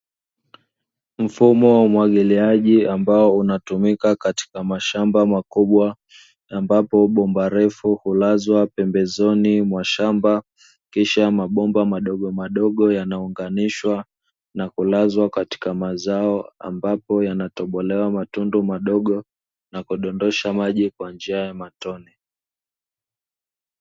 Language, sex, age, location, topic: Swahili, male, 25-35, Dar es Salaam, agriculture